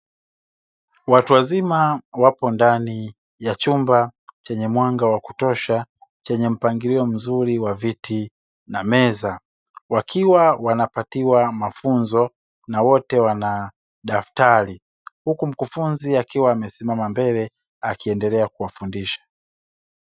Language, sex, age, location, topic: Swahili, male, 18-24, Dar es Salaam, education